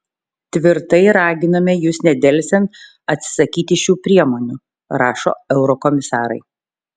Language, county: Lithuanian, Šiauliai